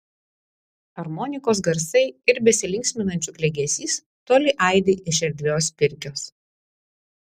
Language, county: Lithuanian, Vilnius